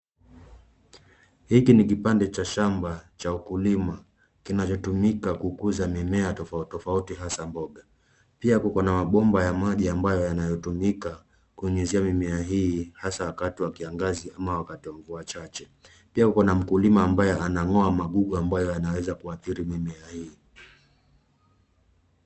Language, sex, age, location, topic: Swahili, male, 25-35, Nairobi, health